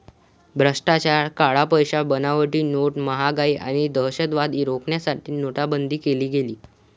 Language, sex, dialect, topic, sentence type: Marathi, male, Varhadi, banking, statement